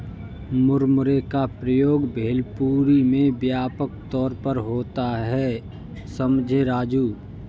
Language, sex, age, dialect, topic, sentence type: Hindi, male, 25-30, Kanauji Braj Bhasha, agriculture, statement